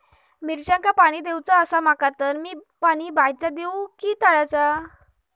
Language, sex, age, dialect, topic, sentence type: Marathi, female, 31-35, Southern Konkan, agriculture, question